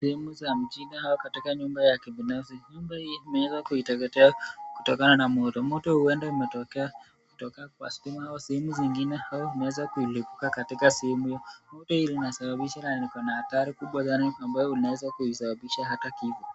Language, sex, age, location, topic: Swahili, male, 25-35, Nakuru, health